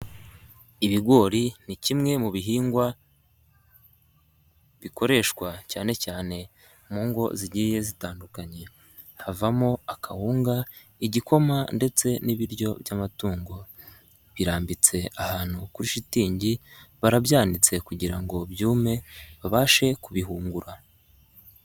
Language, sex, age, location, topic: Kinyarwanda, female, 50+, Nyagatare, agriculture